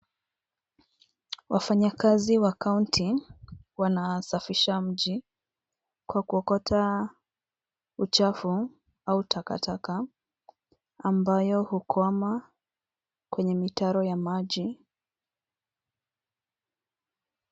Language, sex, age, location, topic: Swahili, female, 25-35, Nairobi, government